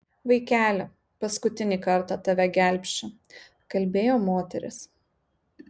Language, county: Lithuanian, Marijampolė